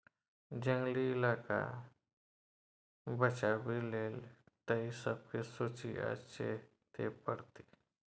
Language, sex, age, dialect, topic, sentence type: Maithili, male, 36-40, Bajjika, agriculture, statement